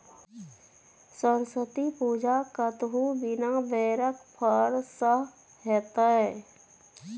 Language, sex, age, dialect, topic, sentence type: Maithili, female, 31-35, Bajjika, agriculture, statement